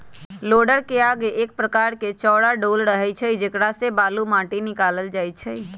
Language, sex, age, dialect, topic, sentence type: Magahi, male, 31-35, Western, agriculture, statement